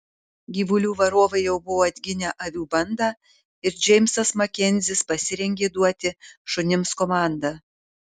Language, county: Lithuanian, Kaunas